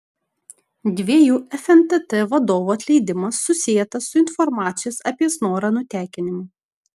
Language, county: Lithuanian, Šiauliai